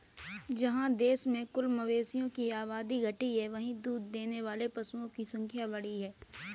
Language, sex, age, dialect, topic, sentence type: Hindi, female, 18-24, Kanauji Braj Bhasha, agriculture, statement